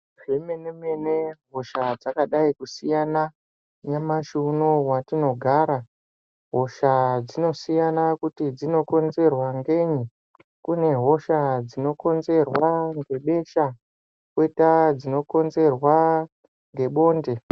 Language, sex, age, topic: Ndau, female, 36-49, health